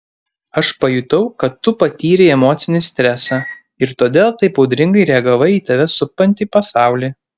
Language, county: Lithuanian, Panevėžys